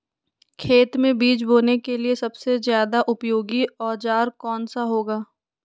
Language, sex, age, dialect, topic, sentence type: Magahi, female, 25-30, Western, agriculture, question